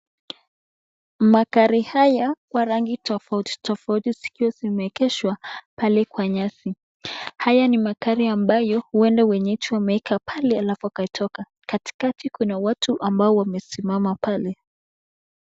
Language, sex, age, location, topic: Swahili, female, 18-24, Nakuru, finance